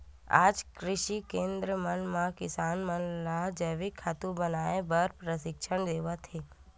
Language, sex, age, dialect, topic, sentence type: Chhattisgarhi, female, 31-35, Western/Budati/Khatahi, agriculture, statement